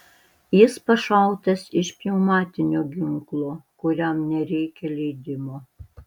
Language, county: Lithuanian, Alytus